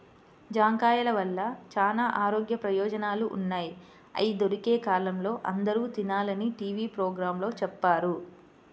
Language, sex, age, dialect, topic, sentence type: Telugu, female, 25-30, Central/Coastal, agriculture, statement